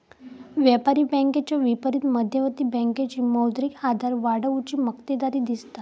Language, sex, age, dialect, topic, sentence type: Marathi, female, 18-24, Southern Konkan, banking, statement